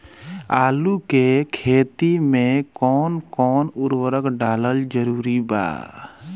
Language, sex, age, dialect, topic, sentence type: Bhojpuri, male, 18-24, Southern / Standard, agriculture, question